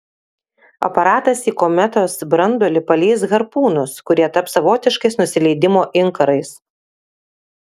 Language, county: Lithuanian, Kaunas